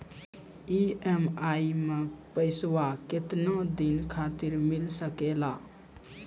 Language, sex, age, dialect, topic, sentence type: Maithili, male, 18-24, Angika, banking, question